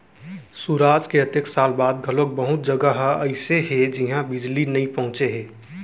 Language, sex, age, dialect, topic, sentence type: Chhattisgarhi, male, 18-24, Central, agriculture, statement